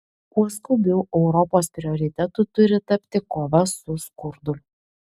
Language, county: Lithuanian, Šiauliai